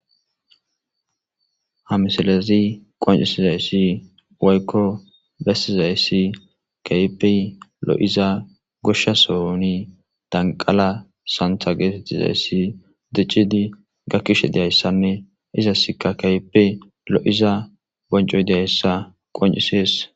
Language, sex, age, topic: Gamo, male, 18-24, agriculture